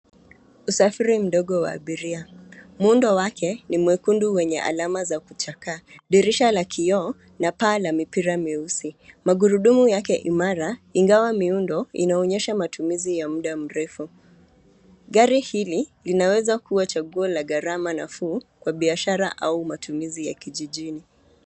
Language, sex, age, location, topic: Swahili, female, 25-35, Nairobi, finance